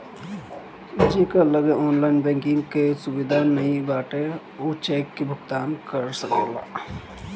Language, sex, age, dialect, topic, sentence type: Bhojpuri, male, 25-30, Northern, banking, statement